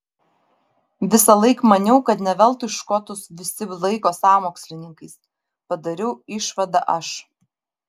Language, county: Lithuanian, Vilnius